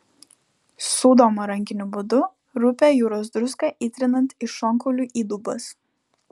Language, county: Lithuanian, Vilnius